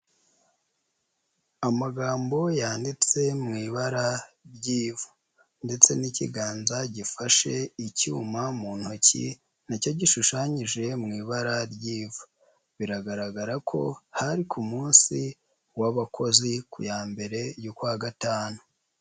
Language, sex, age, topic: Kinyarwanda, female, 25-35, education